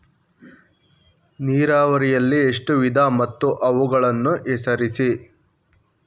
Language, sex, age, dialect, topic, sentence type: Kannada, male, 41-45, Mysore Kannada, agriculture, question